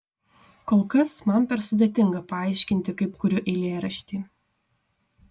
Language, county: Lithuanian, Šiauliai